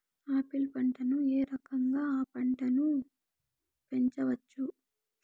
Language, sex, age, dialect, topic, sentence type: Telugu, female, 18-24, Southern, agriculture, question